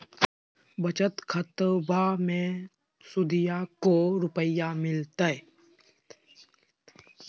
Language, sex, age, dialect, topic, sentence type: Magahi, male, 25-30, Southern, banking, question